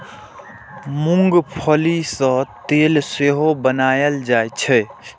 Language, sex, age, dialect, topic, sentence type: Maithili, male, 60-100, Eastern / Thethi, agriculture, statement